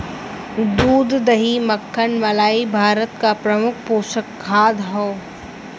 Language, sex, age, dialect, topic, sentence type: Bhojpuri, female, <18, Western, agriculture, statement